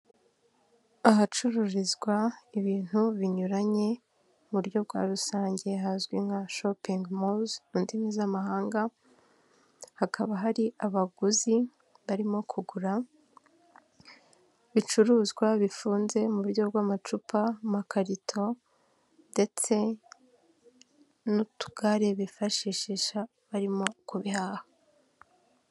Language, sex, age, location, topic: Kinyarwanda, female, 18-24, Kigali, finance